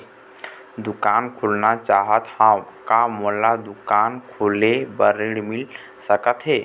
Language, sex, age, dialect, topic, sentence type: Chhattisgarhi, male, 18-24, Eastern, banking, question